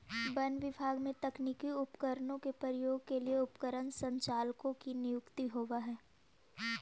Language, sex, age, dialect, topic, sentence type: Magahi, female, 18-24, Central/Standard, agriculture, statement